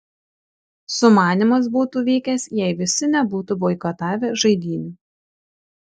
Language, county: Lithuanian, Šiauliai